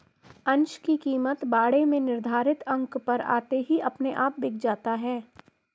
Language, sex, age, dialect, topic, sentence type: Hindi, female, 51-55, Garhwali, banking, statement